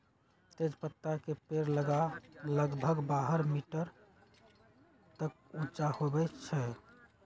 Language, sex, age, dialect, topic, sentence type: Magahi, male, 56-60, Western, agriculture, statement